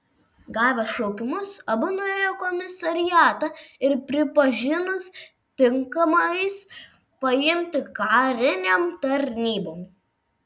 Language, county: Lithuanian, Vilnius